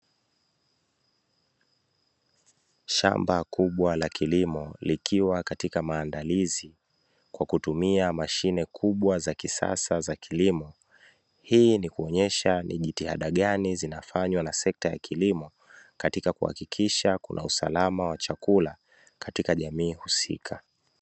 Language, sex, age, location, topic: Swahili, male, 25-35, Dar es Salaam, agriculture